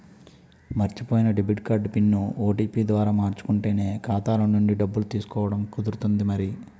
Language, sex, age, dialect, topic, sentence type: Telugu, male, 25-30, Utterandhra, banking, statement